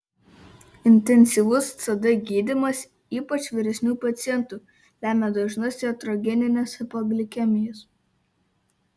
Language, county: Lithuanian, Kaunas